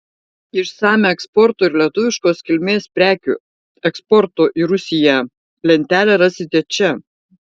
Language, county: Lithuanian, Šiauliai